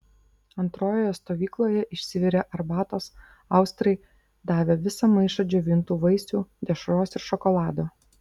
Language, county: Lithuanian, Vilnius